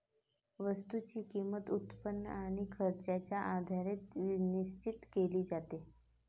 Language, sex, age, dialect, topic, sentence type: Marathi, female, 31-35, Varhadi, banking, statement